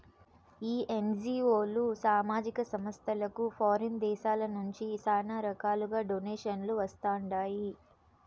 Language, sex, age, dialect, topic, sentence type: Telugu, female, 25-30, Southern, banking, statement